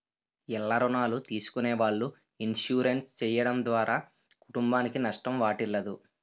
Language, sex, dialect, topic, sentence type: Telugu, male, Utterandhra, banking, statement